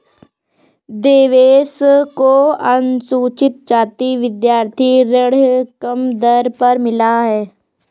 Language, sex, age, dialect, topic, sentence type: Hindi, female, 56-60, Kanauji Braj Bhasha, banking, statement